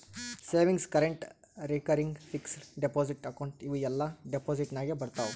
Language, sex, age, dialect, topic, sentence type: Kannada, male, 18-24, Northeastern, banking, statement